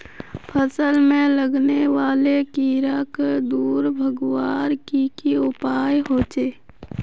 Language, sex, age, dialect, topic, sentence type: Magahi, female, 18-24, Northeastern/Surjapuri, agriculture, question